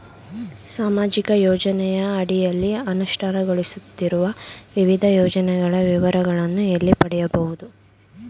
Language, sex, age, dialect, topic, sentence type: Kannada, female, 25-30, Mysore Kannada, banking, question